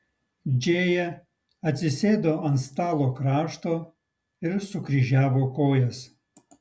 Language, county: Lithuanian, Utena